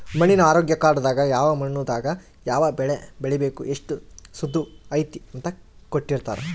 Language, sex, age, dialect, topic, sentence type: Kannada, male, 31-35, Central, agriculture, statement